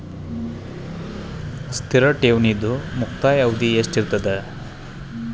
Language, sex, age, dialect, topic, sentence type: Kannada, male, 36-40, Dharwad Kannada, banking, question